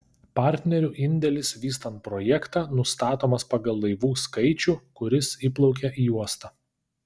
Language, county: Lithuanian, Kaunas